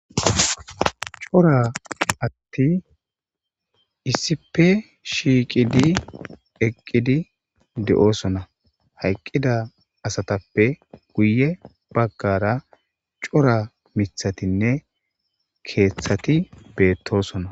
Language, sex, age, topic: Gamo, male, 25-35, government